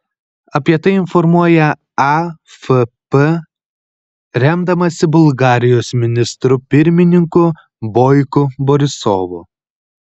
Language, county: Lithuanian, Kaunas